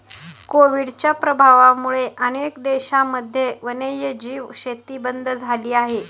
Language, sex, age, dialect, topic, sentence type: Marathi, male, 41-45, Standard Marathi, agriculture, statement